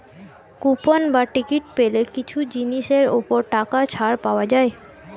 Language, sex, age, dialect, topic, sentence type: Bengali, female, <18, Standard Colloquial, banking, statement